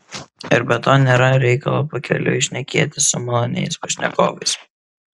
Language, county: Lithuanian, Kaunas